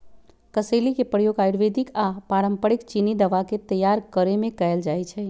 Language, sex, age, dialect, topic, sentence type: Magahi, female, 36-40, Western, agriculture, statement